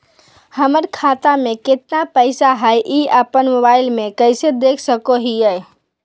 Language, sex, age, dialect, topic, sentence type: Magahi, female, 18-24, Southern, banking, question